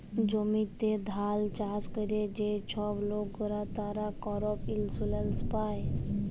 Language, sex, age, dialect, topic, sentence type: Bengali, male, 36-40, Jharkhandi, banking, statement